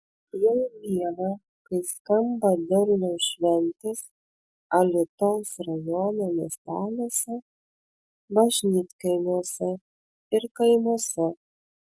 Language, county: Lithuanian, Vilnius